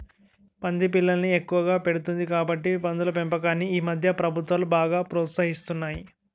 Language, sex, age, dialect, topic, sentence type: Telugu, male, 60-100, Utterandhra, agriculture, statement